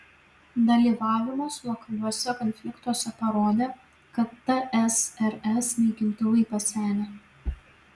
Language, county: Lithuanian, Vilnius